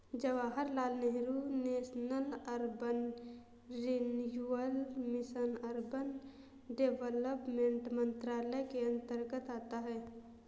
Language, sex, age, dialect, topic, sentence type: Hindi, female, 18-24, Awadhi Bundeli, banking, statement